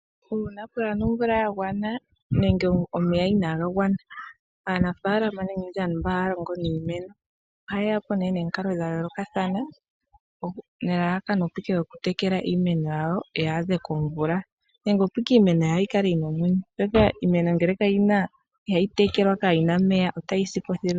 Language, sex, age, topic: Oshiwambo, female, 25-35, agriculture